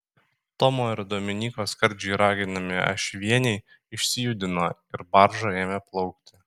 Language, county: Lithuanian, Kaunas